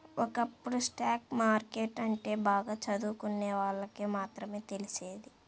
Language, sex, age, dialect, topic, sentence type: Telugu, female, 18-24, Central/Coastal, banking, statement